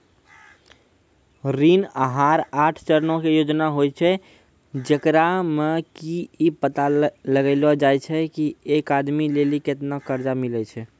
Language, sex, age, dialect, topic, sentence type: Maithili, male, 46-50, Angika, banking, statement